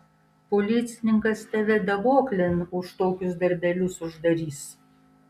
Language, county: Lithuanian, Kaunas